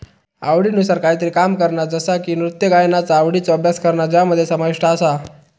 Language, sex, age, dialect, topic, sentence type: Marathi, male, 18-24, Southern Konkan, banking, statement